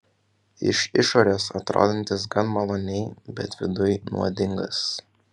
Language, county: Lithuanian, Kaunas